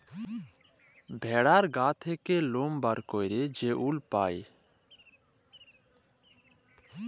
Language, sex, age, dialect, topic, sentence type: Bengali, male, 25-30, Jharkhandi, agriculture, statement